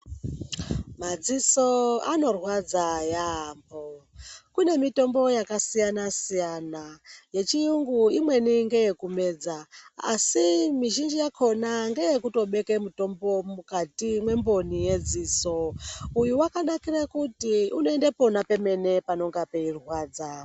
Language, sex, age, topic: Ndau, male, 25-35, health